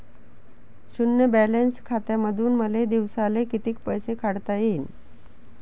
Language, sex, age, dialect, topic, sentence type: Marathi, female, 41-45, Varhadi, banking, question